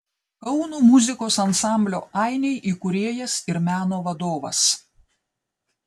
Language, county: Lithuanian, Telšiai